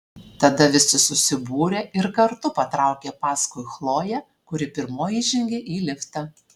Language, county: Lithuanian, Alytus